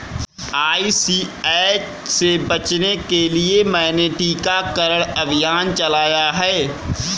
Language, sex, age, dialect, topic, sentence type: Hindi, male, 25-30, Kanauji Braj Bhasha, agriculture, statement